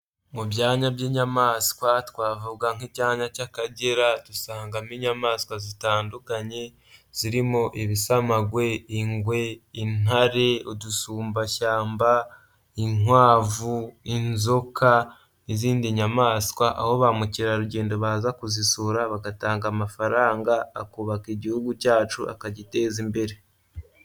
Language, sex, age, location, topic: Kinyarwanda, male, 18-24, Nyagatare, agriculture